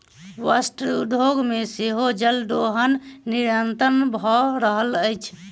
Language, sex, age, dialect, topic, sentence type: Maithili, male, 18-24, Southern/Standard, agriculture, statement